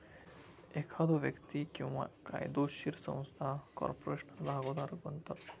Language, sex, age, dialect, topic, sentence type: Marathi, male, 25-30, Southern Konkan, banking, statement